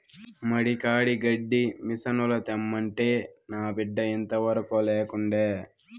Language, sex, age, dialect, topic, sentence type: Telugu, male, 18-24, Southern, agriculture, statement